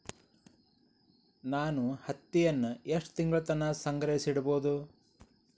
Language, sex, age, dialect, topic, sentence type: Kannada, male, 46-50, Dharwad Kannada, agriculture, question